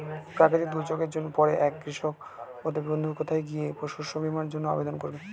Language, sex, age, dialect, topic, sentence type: Bengali, male, 18-24, Standard Colloquial, agriculture, question